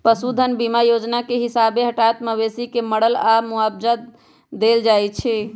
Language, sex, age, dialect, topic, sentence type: Magahi, female, 31-35, Western, agriculture, statement